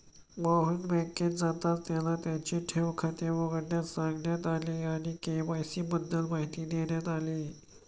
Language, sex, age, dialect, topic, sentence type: Marathi, male, 25-30, Standard Marathi, banking, statement